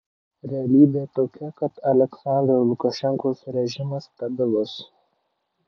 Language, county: Lithuanian, Vilnius